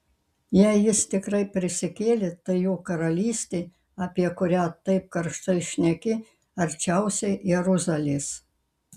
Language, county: Lithuanian, Kaunas